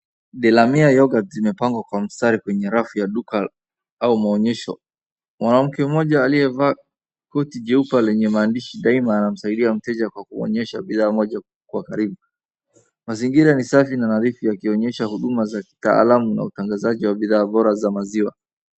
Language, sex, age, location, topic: Swahili, male, 25-35, Wajir, finance